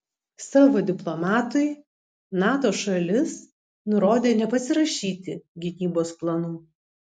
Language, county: Lithuanian, Kaunas